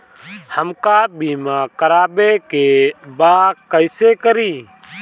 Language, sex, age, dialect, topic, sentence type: Bhojpuri, male, 25-30, Northern, banking, question